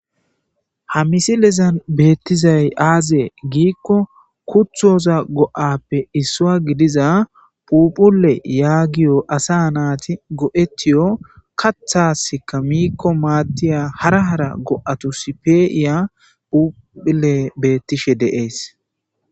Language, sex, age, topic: Gamo, male, 25-35, agriculture